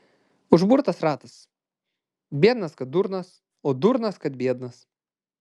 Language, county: Lithuanian, Klaipėda